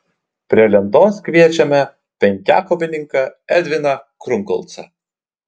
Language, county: Lithuanian, Klaipėda